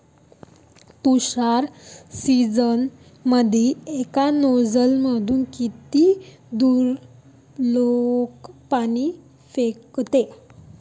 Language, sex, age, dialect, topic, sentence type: Marathi, female, 18-24, Varhadi, agriculture, question